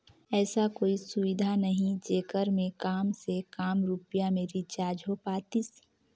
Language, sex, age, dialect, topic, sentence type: Chhattisgarhi, female, 18-24, Northern/Bhandar, banking, question